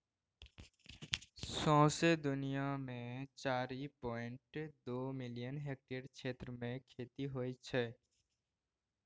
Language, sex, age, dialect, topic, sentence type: Maithili, male, 18-24, Bajjika, agriculture, statement